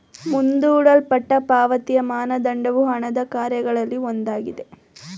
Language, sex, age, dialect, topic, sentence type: Kannada, female, 18-24, Mysore Kannada, banking, statement